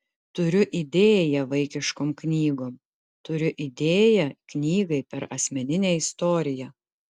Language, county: Lithuanian, Klaipėda